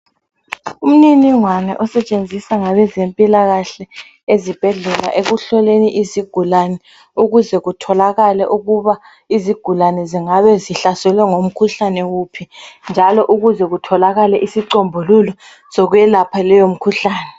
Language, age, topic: North Ndebele, 36-49, health